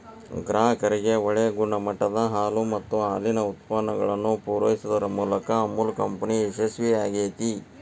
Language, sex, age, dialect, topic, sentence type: Kannada, male, 60-100, Dharwad Kannada, agriculture, statement